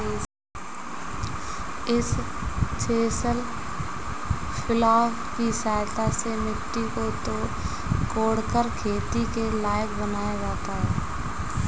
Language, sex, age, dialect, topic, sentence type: Hindi, male, 25-30, Kanauji Braj Bhasha, agriculture, statement